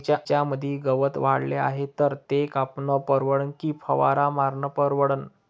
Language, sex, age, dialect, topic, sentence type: Marathi, male, 25-30, Varhadi, agriculture, question